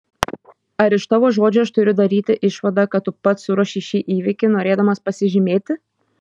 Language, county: Lithuanian, Šiauliai